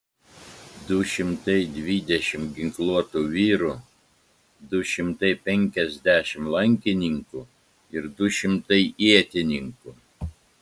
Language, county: Lithuanian, Klaipėda